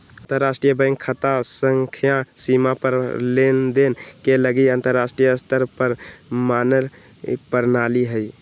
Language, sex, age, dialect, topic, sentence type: Magahi, male, 18-24, Western, banking, statement